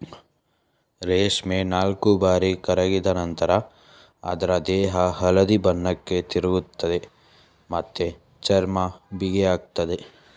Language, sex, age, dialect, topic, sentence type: Kannada, male, 18-24, Mysore Kannada, agriculture, statement